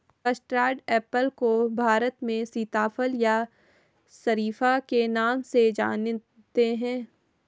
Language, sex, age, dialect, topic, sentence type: Hindi, female, 18-24, Hindustani Malvi Khadi Boli, agriculture, statement